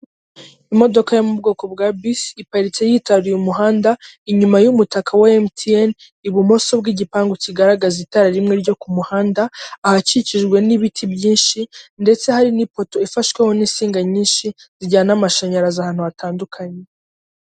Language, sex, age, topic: Kinyarwanda, female, 18-24, government